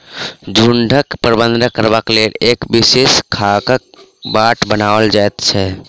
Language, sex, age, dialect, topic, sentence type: Maithili, male, 18-24, Southern/Standard, agriculture, statement